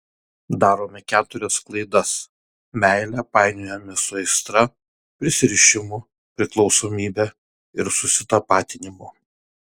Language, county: Lithuanian, Kaunas